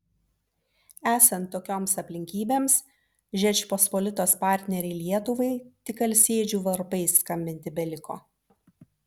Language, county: Lithuanian, Vilnius